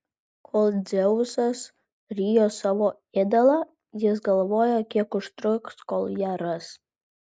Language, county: Lithuanian, Vilnius